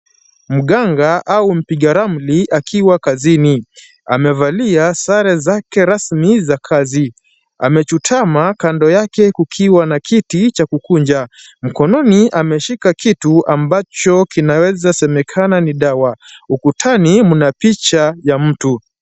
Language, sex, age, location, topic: Swahili, male, 25-35, Kisumu, health